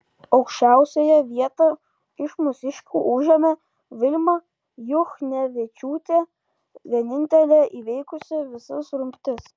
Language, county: Lithuanian, Kaunas